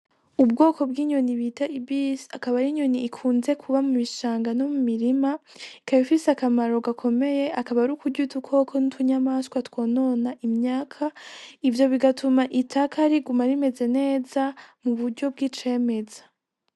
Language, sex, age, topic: Rundi, female, 18-24, agriculture